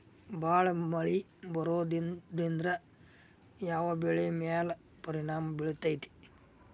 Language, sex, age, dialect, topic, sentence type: Kannada, male, 46-50, Dharwad Kannada, agriculture, question